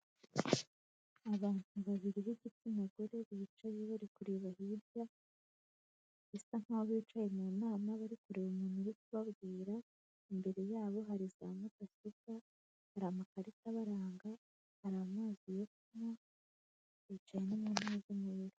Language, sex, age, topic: Kinyarwanda, female, 18-24, government